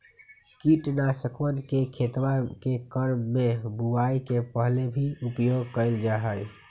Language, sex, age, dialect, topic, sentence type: Magahi, male, 18-24, Western, agriculture, statement